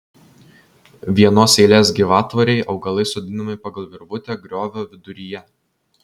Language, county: Lithuanian, Vilnius